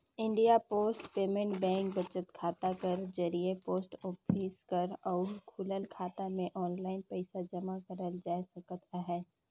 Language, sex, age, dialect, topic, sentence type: Chhattisgarhi, female, 18-24, Northern/Bhandar, banking, statement